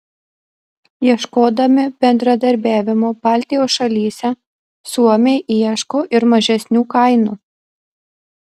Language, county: Lithuanian, Marijampolė